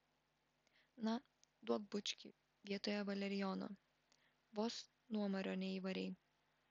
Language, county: Lithuanian, Vilnius